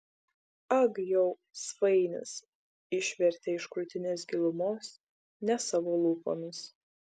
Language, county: Lithuanian, Šiauliai